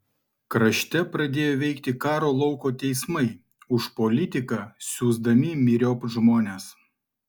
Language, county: Lithuanian, Klaipėda